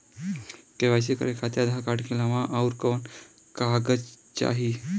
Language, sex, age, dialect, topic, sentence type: Bhojpuri, male, 18-24, Southern / Standard, banking, question